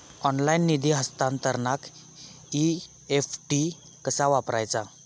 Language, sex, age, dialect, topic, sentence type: Marathi, male, 41-45, Southern Konkan, banking, question